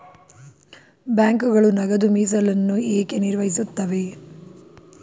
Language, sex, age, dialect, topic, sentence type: Kannada, female, 36-40, Mysore Kannada, banking, question